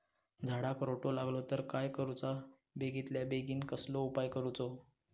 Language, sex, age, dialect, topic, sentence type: Marathi, male, 31-35, Southern Konkan, agriculture, question